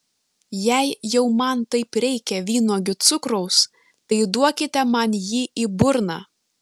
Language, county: Lithuanian, Panevėžys